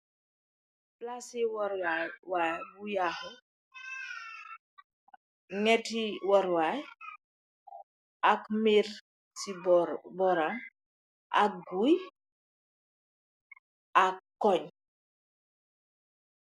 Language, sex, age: Wolof, female, 36-49